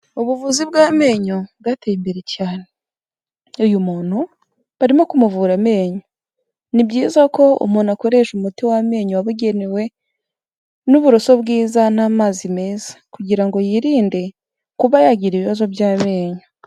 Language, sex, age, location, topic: Kinyarwanda, female, 18-24, Kigali, health